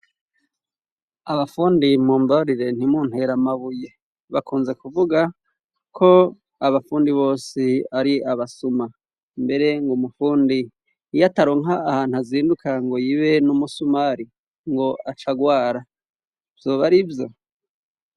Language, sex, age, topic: Rundi, male, 36-49, education